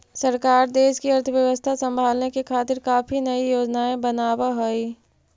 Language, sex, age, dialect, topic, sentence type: Magahi, female, 41-45, Central/Standard, banking, statement